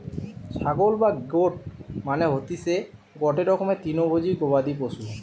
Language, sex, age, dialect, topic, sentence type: Bengali, male, 18-24, Western, agriculture, statement